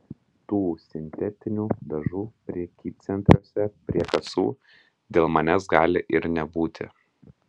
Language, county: Lithuanian, Klaipėda